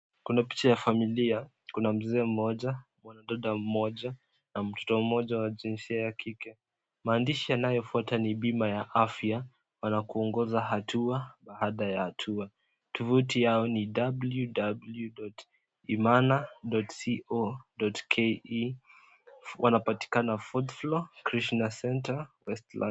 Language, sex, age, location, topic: Swahili, male, 18-24, Kisii, finance